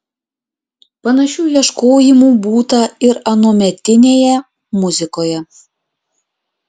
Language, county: Lithuanian, Klaipėda